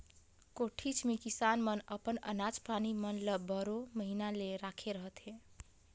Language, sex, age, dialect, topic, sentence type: Chhattisgarhi, female, 18-24, Northern/Bhandar, agriculture, statement